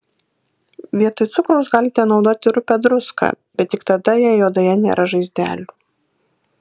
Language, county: Lithuanian, Kaunas